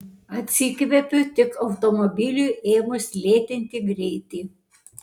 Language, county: Lithuanian, Panevėžys